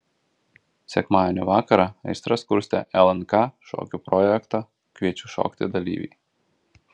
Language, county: Lithuanian, Kaunas